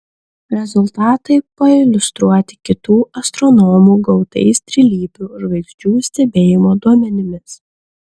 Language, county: Lithuanian, Kaunas